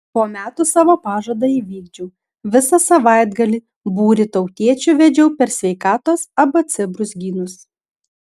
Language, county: Lithuanian, Šiauliai